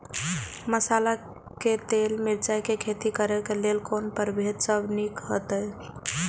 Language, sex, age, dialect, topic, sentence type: Maithili, female, 18-24, Eastern / Thethi, agriculture, question